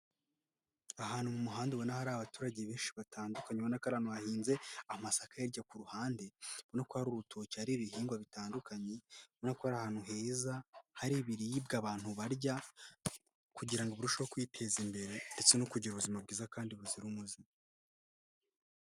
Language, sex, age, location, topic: Kinyarwanda, male, 18-24, Nyagatare, agriculture